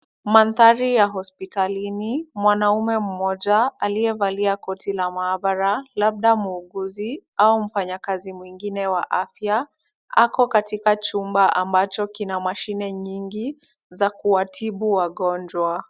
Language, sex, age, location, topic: Swahili, female, 25-35, Kisumu, health